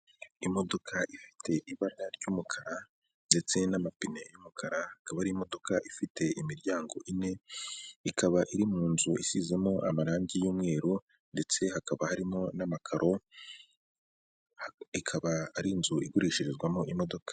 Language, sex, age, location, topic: Kinyarwanda, female, 25-35, Kigali, finance